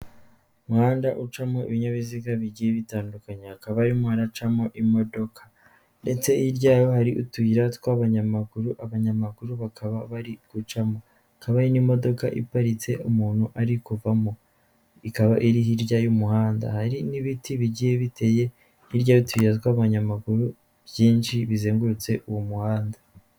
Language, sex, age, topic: Kinyarwanda, female, 18-24, government